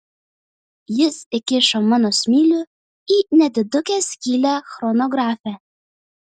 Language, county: Lithuanian, Vilnius